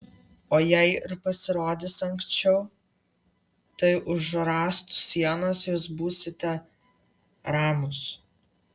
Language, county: Lithuanian, Vilnius